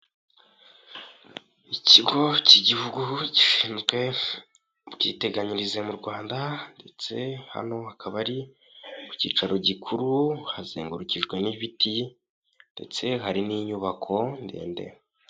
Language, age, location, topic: Kinyarwanda, 18-24, Kigali, finance